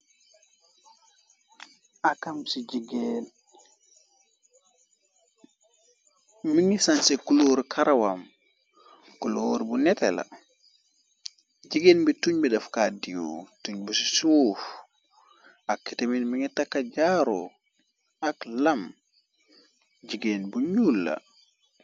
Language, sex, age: Wolof, male, 25-35